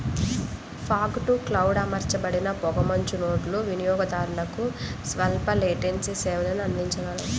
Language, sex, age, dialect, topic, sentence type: Telugu, female, 18-24, Central/Coastal, agriculture, statement